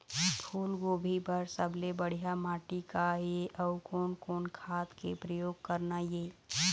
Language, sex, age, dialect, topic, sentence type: Chhattisgarhi, female, 25-30, Eastern, agriculture, question